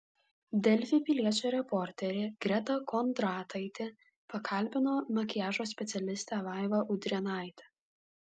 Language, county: Lithuanian, Vilnius